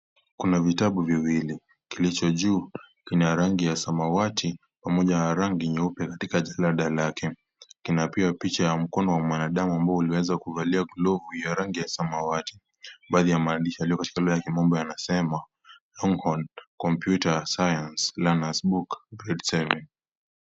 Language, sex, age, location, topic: Swahili, male, 18-24, Kisii, education